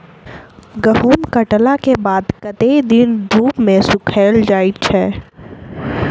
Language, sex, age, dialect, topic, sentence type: Maithili, female, 25-30, Southern/Standard, agriculture, question